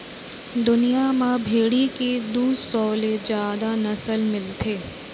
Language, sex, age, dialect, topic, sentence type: Chhattisgarhi, female, 36-40, Central, agriculture, statement